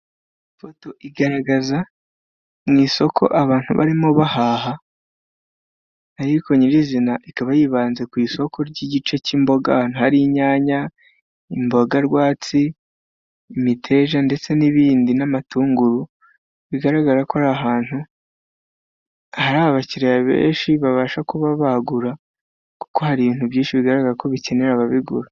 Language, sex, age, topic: Kinyarwanda, male, 25-35, finance